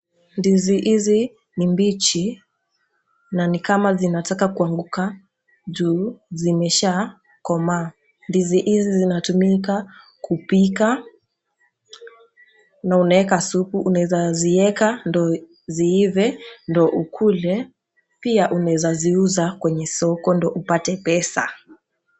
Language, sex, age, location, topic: Swahili, female, 18-24, Nakuru, agriculture